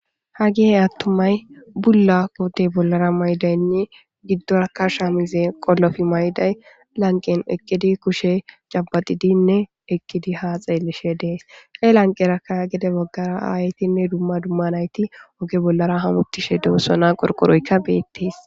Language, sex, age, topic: Gamo, female, 18-24, government